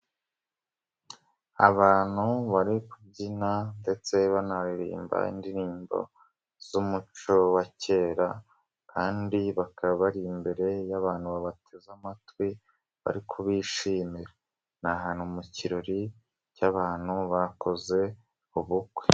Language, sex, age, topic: Kinyarwanda, female, 36-49, government